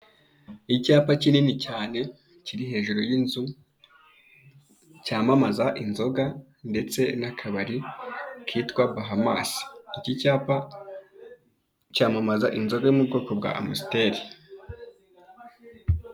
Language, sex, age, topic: Kinyarwanda, male, 25-35, finance